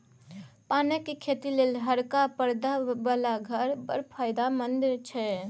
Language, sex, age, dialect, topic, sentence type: Maithili, female, 25-30, Bajjika, agriculture, statement